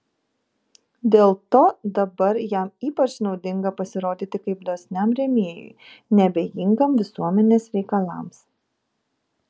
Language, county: Lithuanian, Vilnius